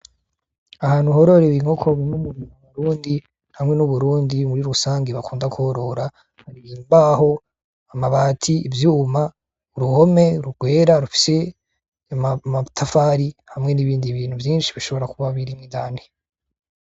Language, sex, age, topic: Rundi, male, 25-35, agriculture